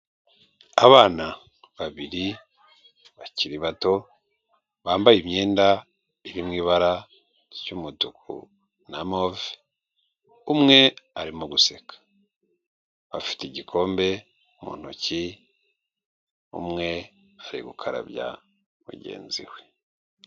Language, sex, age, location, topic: Kinyarwanda, male, 36-49, Kigali, health